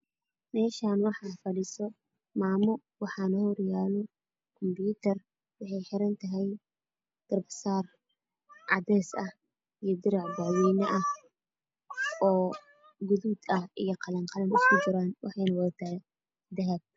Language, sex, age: Somali, female, 18-24